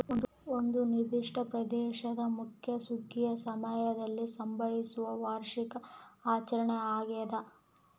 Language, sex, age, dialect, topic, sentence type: Kannada, female, 25-30, Central, agriculture, statement